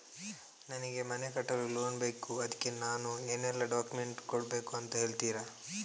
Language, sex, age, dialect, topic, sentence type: Kannada, male, 25-30, Coastal/Dakshin, banking, question